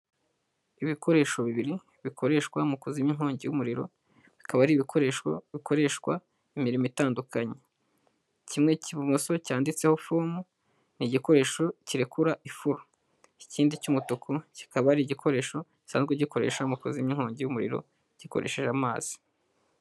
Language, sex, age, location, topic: Kinyarwanda, male, 18-24, Huye, government